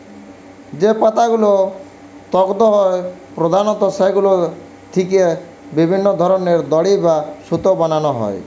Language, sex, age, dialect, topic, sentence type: Bengali, male, 18-24, Western, agriculture, statement